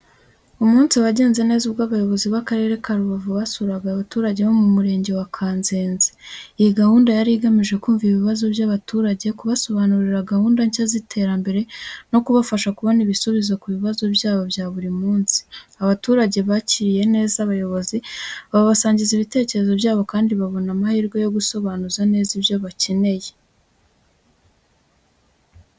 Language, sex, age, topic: Kinyarwanda, female, 18-24, education